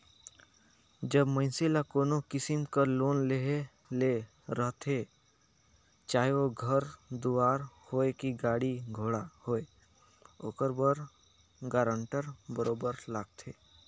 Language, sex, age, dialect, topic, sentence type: Chhattisgarhi, male, 56-60, Northern/Bhandar, banking, statement